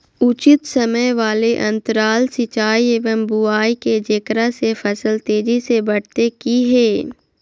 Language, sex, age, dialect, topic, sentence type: Magahi, female, 18-24, Southern, agriculture, question